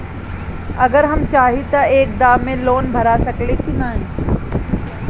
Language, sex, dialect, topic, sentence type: Bhojpuri, female, Northern, banking, question